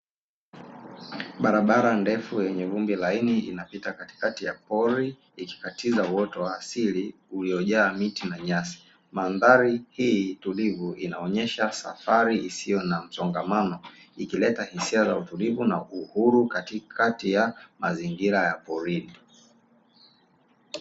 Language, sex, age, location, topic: Swahili, male, 18-24, Dar es Salaam, agriculture